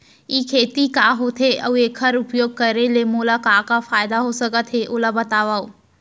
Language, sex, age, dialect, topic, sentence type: Chhattisgarhi, female, 31-35, Central, agriculture, question